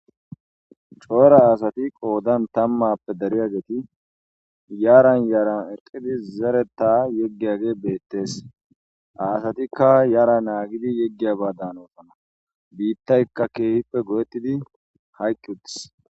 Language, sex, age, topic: Gamo, male, 18-24, agriculture